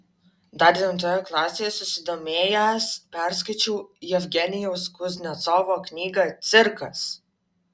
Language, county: Lithuanian, Vilnius